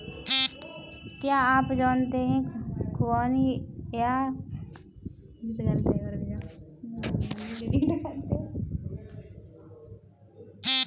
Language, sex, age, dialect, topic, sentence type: Hindi, male, 18-24, Kanauji Braj Bhasha, agriculture, statement